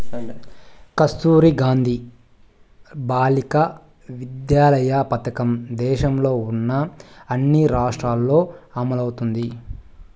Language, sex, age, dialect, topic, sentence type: Telugu, male, 25-30, Southern, banking, statement